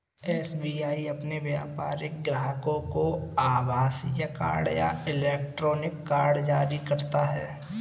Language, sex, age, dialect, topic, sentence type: Hindi, male, 18-24, Kanauji Braj Bhasha, banking, statement